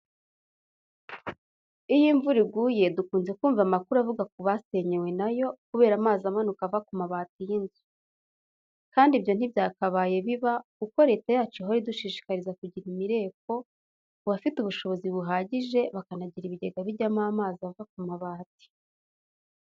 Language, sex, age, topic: Kinyarwanda, female, 18-24, education